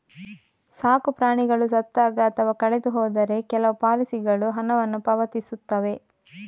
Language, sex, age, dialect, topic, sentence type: Kannada, female, 31-35, Coastal/Dakshin, banking, statement